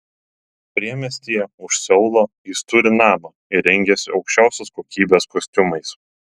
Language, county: Lithuanian, Telšiai